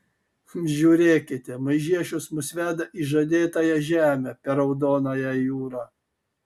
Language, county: Lithuanian, Kaunas